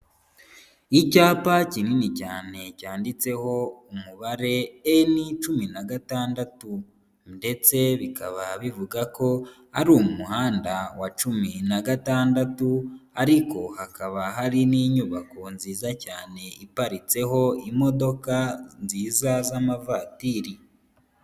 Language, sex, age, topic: Kinyarwanda, female, 18-24, government